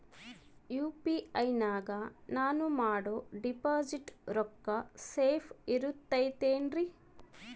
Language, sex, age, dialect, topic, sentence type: Kannada, female, 36-40, Central, banking, question